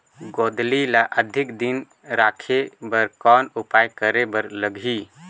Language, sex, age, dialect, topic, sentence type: Chhattisgarhi, male, 18-24, Northern/Bhandar, agriculture, question